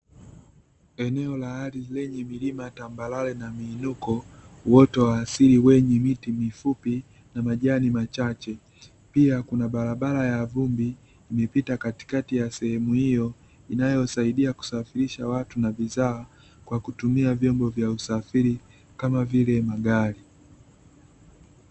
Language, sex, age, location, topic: Swahili, male, 25-35, Dar es Salaam, agriculture